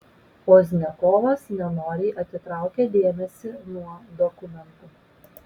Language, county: Lithuanian, Vilnius